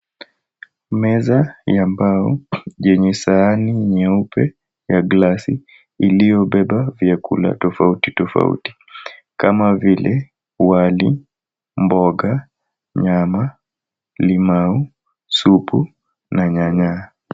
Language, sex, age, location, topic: Swahili, male, 18-24, Mombasa, agriculture